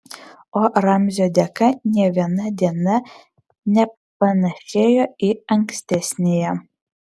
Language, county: Lithuanian, Vilnius